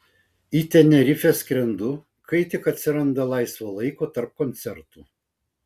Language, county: Lithuanian, Vilnius